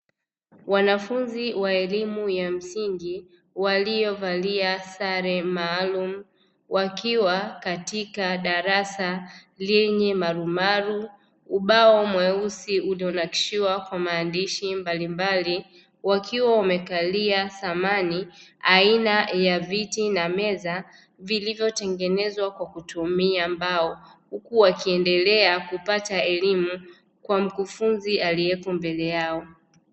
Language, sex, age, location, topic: Swahili, female, 25-35, Dar es Salaam, education